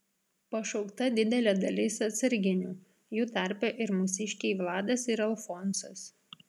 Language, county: Lithuanian, Vilnius